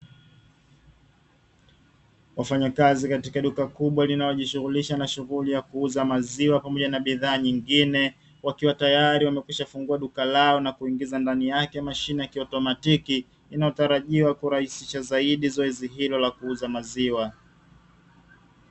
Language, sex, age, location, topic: Swahili, male, 25-35, Dar es Salaam, finance